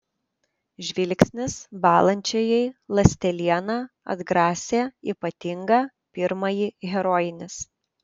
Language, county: Lithuanian, Panevėžys